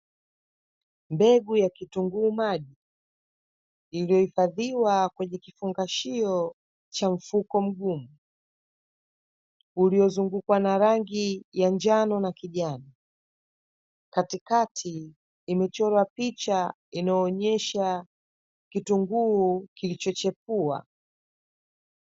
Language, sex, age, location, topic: Swahili, female, 25-35, Dar es Salaam, agriculture